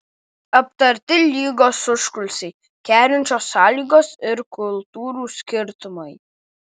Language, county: Lithuanian, Alytus